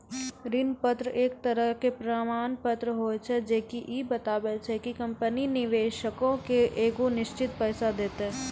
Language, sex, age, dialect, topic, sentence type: Maithili, female, 18-24, Angika, banking, statement